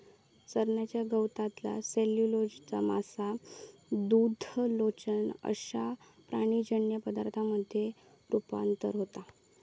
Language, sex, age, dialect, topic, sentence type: Marathi, female, 18-24, Southern Konkan, agriculture, statement